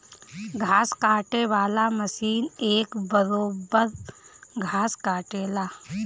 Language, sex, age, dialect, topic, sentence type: Bhojpuri, female, 31-35, Northern, agriculture, statement